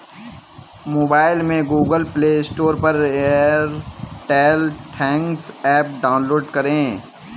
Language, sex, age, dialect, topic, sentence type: Hindi, male, 18-24, Kanauji Braj Bhasha, banking, statement